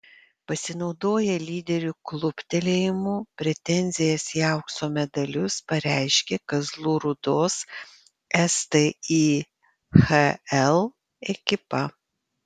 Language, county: Lithuanian, Panevėžys